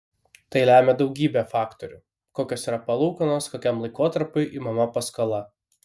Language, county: Lithuanian, Kaunas